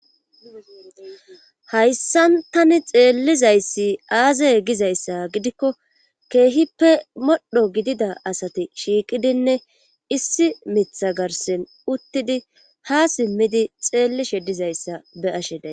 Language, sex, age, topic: Gamo, female, 25-35, government